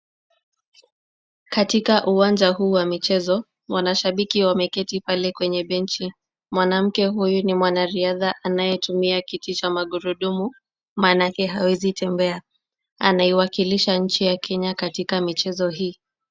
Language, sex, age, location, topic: Swahili, female, 18-24, Kisumu, education